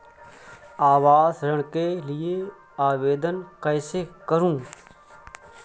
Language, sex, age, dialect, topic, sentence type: Hindi, male, 25-30, Awadhi Bundeli, banking, question